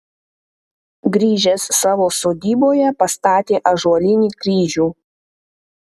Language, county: Lithuanian, Panevėžys